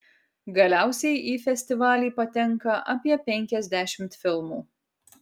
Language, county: Lithuanian, Kaunas